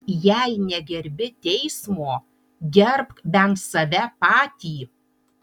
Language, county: Lithuanian, Panevėžys